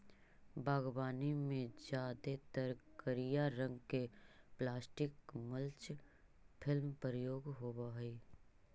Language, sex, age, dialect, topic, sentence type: Magahi, female, 36-40, Central/Standard, agriculture, statement